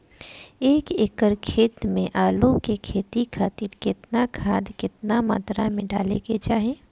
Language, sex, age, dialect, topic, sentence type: Bhojpuri, female, 25-30, Southern / Standard, agriculture, question